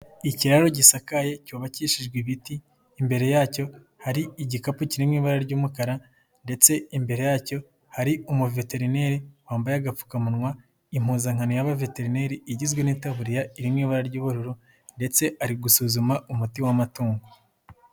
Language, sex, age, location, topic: Kinyarwanda, male, 18-24, Nyagatare, agriculture